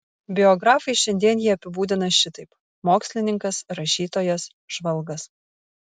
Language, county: Lithuanian, Kaunas